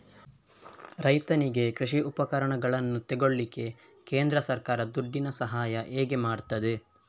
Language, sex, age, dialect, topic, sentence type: Kannada, male, 18-24, Coastal/Dakshin, agriculture, question